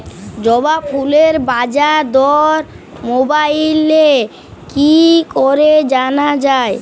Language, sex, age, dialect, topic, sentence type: Bengali, female, 18-24, Jharkhandi, agriculture, question